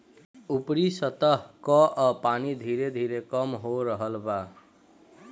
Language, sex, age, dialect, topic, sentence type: Bhojpuri, female, 25-30, Northern, agriculture, statement